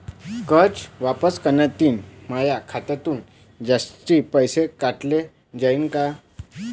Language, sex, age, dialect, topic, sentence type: Marathi, male, 18-24, Varhadi, banking, question